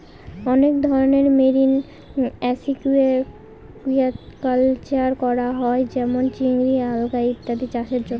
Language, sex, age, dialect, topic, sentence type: Bengali, female, 18-24, Northern/Varendri, agriculture, statement